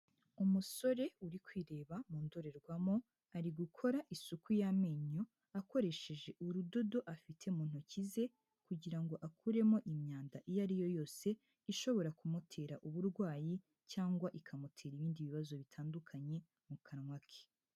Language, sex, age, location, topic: Kinyarwanda, female, 18-24, Huye, health